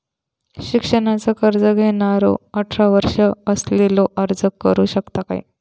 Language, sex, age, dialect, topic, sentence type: Marathi, female, 25-30, Southern Konkan, banking, question